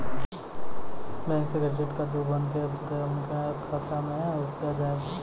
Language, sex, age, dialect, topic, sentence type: Maithili, male, 18-24, Angika, banking, question